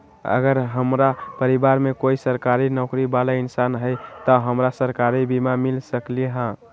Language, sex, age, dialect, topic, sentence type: Magahi, male, 18-24, Western, agriculture, question